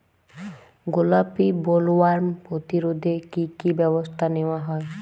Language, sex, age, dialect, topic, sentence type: Bengali, female, 18-24, Jharkhandi, agriculture, question